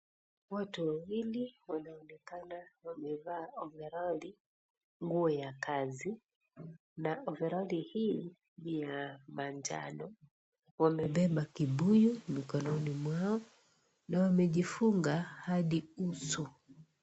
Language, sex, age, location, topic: Swahili, female, 36-49, Kisii, health